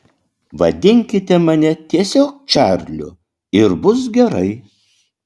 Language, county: Lithuanian, Utena